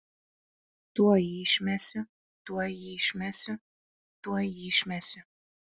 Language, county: Lithuanian, Kaunas